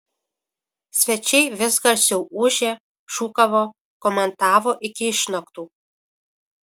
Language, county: Lithuanian, Kaunas